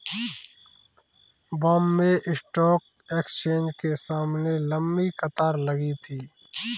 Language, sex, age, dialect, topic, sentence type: Hindi, male, 25-30, Kanauji Braj Bhasha, banking, statement